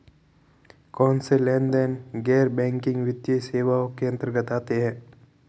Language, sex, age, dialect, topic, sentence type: Hindi, male, 46-50, Marwari Dhudhari, banking, question